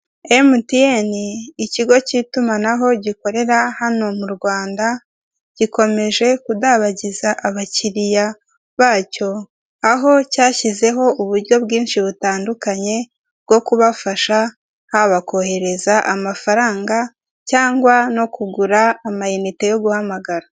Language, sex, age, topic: Kinyarwanda, female, 18-24, finance